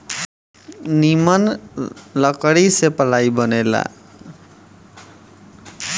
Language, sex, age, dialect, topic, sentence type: Bhojpuri, male, 18-24, Southern / Standard, agriculture, statement